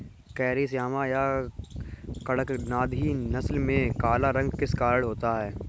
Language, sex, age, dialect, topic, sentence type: Hindi, male, 18-24, Kanauji Braj Bhasha, agriculture, statement